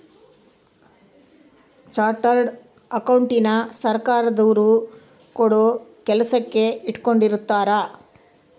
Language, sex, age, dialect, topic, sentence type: Kannada, female, 18-24, Central, banking, statement